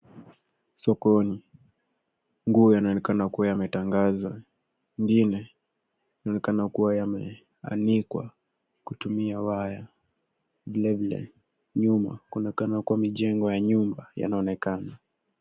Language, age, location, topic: Swahili, 18-24, Nairobi, finance